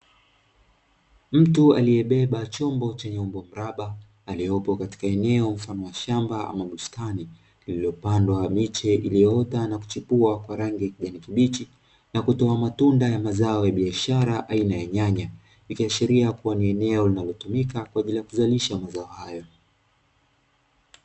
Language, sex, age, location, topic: Swahili, male, 25-35, Dar es Salaam, agriculture